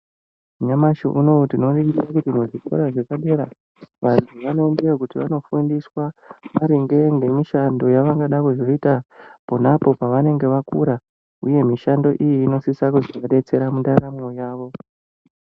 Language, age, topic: Ndau, 50+, education